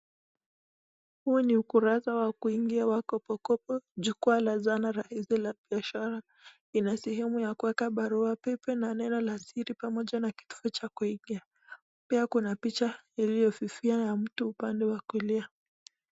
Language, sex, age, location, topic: Swahili, female, 25-35, Nakuru, finance